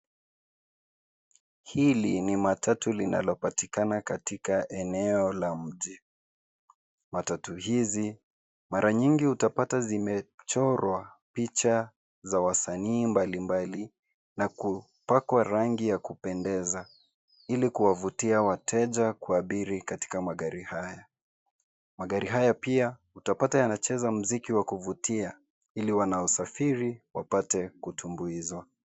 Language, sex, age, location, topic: Swahili, male, 25-35, Nairobi, government